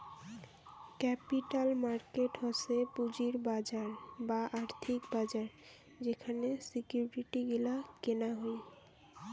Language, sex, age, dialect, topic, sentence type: Bengali, female, 18-24, Rajbangshi, banking, statement